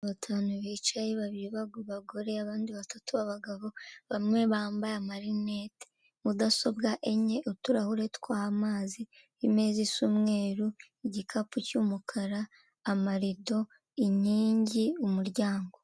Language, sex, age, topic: Kinyarwanda, female, 25-35, government